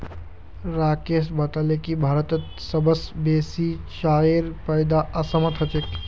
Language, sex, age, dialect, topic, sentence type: Magahi, male, 18-24, Northeastern/Surjapuri, agriculture, statement